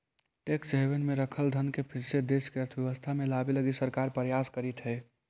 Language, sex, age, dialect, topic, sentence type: Magahi, male, 18-24, Central/Standard, banking, statement